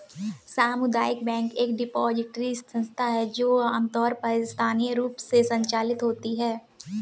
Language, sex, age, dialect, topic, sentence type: Hindi, female, 18-24, Kanauji Braj Bhasha, banking, statement